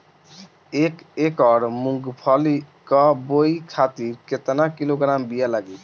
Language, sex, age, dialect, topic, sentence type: Bhojpuri, male, 60-100, Northern, agriculture, question